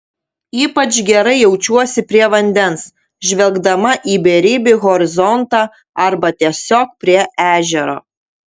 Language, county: Lithuanian, Utena